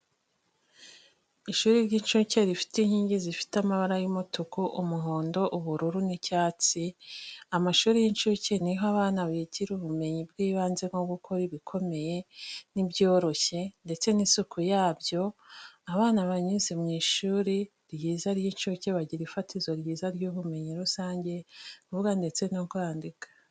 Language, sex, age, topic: Kinyarwanda, female, 25-35, education